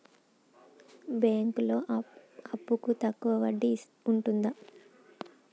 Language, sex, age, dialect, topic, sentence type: Telugu, female, 25-30, Telangana, banking, question